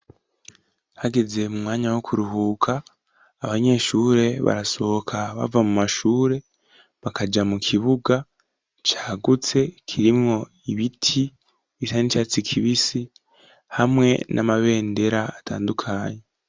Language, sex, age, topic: Rundi, male, 18-24, education